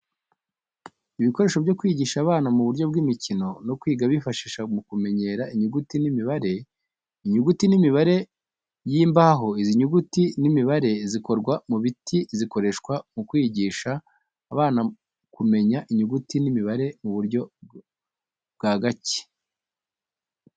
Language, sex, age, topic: Kinyarwanda, male, 25-35, education